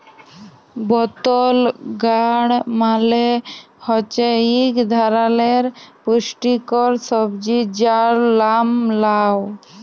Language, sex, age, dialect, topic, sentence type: Bengali, female, 18-24, Jharkhandi, agriculture, statement